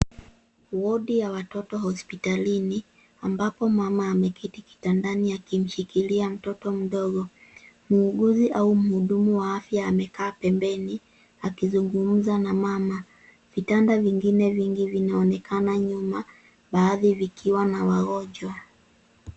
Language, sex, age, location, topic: Swahili, female, 18-24, Nairobi, health